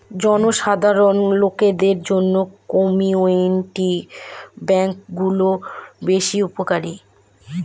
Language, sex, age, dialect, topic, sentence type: Bengali, female, 25-30, Northern/Varendri, banking, statement